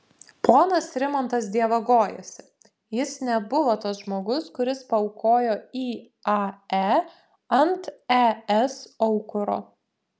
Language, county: Lithuanian, Panevėžys